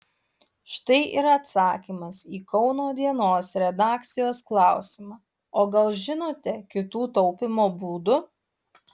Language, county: Lithuanian, Utena